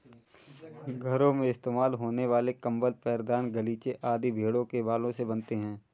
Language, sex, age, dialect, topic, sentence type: Hindi, male, 41-45, Awadhi Bundeli, agriculture, statement